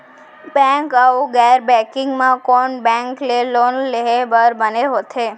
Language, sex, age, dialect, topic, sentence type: Chhattisgarhi, female, 18-24, Central, banking, question